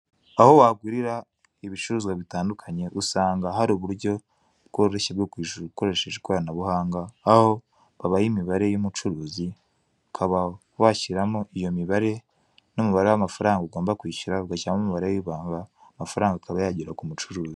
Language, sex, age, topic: Kinyarwanda, male, 18-24, finance